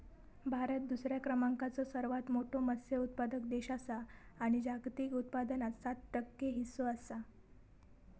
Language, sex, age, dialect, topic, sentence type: Marathi, female, 18-24, Southern Konkan, agriculture, statement